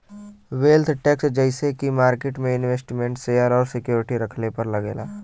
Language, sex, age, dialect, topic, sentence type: Bhojpuri, male, 18-24, Western, banking, statement